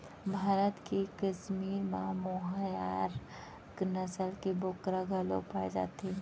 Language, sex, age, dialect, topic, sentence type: Chhattisgarhi, female, 25-30, Central, agriculture, statement